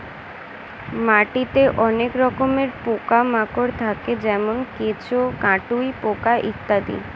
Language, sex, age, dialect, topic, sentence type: Bengali, female, 18-24, Standard Colloquial, agriculture, statement